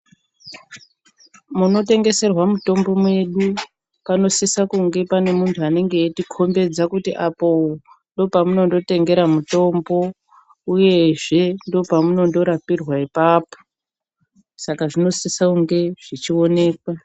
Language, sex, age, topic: Ndau, female, 18-24, health